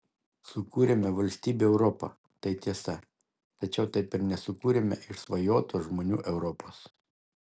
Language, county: Lithuanian, Šiauliai